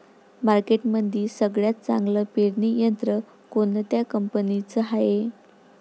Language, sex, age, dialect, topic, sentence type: Marathi, female, 46-50, Varhadi, agriculture, question